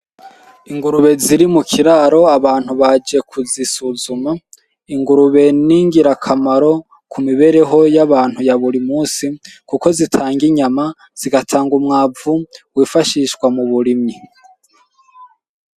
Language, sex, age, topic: Rundi, male, 18-24, agriculture